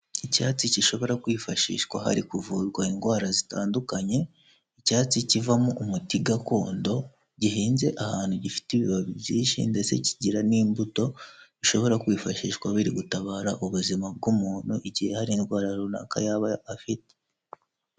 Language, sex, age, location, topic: Kinyarwanda, male, 18-24, Kigali, health